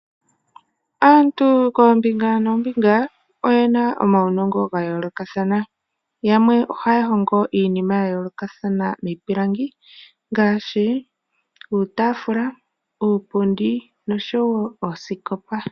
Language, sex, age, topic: Oshiwambo, female, 18-24, finance